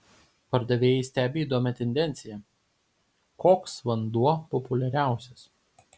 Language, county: Lithuanian, Panevėžys